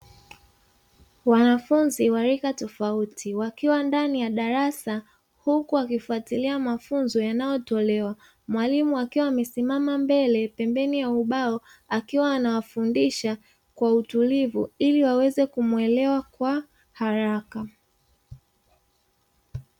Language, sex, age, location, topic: Swahili, female, 36-49, Dar es Salaam, education